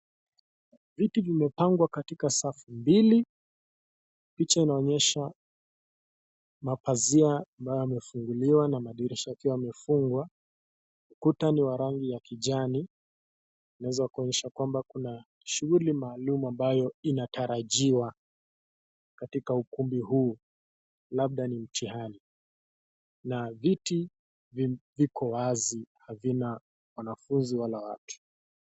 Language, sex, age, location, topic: Swahili, male, 25-35, Kisii, education